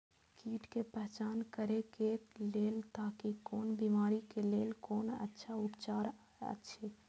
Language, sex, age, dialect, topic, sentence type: Maithili, female, 18-24, Eastern / Thethi, agriculture, question